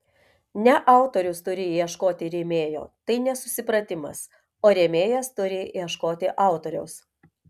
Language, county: Lithuanian, Telšiai